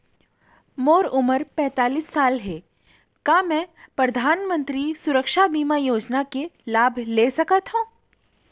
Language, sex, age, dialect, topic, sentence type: Chhattisgarhi, female, 31-35, Central, banking, question